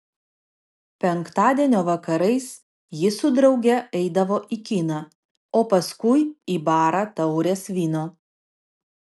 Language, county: Lithuanian, Vilnius